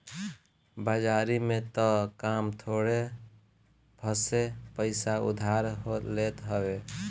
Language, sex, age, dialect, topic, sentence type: Bhojpuri, male, 25-30, Northern, banking, statement